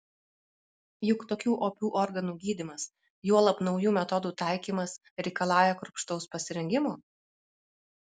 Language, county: Lithuanian, Alytus